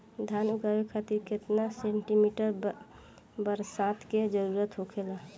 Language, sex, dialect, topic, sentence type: Bhojpuri, female, Northern, agriculture, question